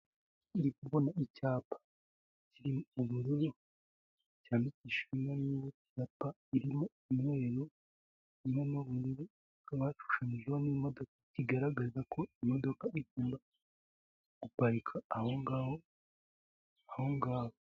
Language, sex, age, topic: Kinyarwanda, male, 18-24, government